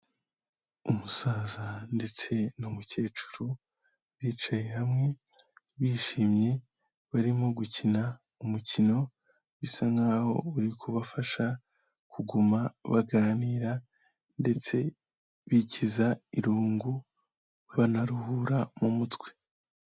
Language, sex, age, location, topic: Kinyarwanda, male, 18-24, Kigali, health